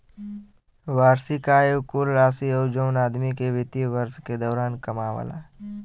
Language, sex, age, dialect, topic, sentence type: Bhojpuri, male, 18-24, Western, banking, statement